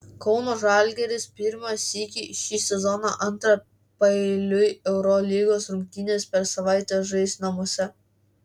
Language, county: Lithuanian, Klaipėda